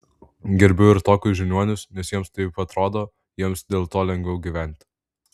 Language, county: Lithuanian, Vilnius